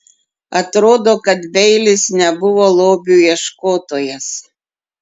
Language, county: Lithuanian, Klaipėda